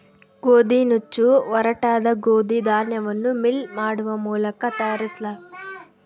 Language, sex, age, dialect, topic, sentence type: Kannada, female, 18-24, Central, agriculture, statement